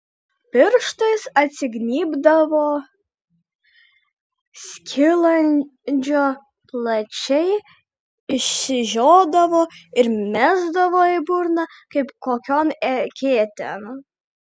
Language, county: Lithuanian, Utena